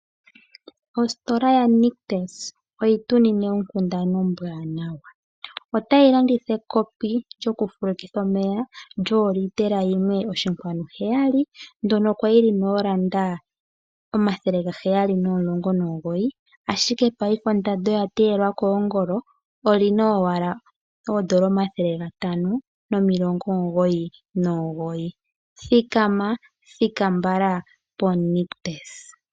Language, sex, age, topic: Oshiwambo, female, 18-24, finance